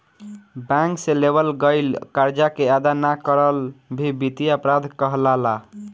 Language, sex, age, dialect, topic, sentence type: Bhojpuri, male, 18-24, Southern / Standard, banking, statement